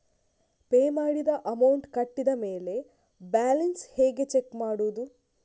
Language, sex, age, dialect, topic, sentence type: Kannada, female, 51-55, Coastal/Dakshin, banking, question